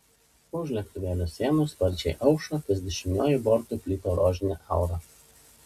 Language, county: Lithuanian, Panevėžys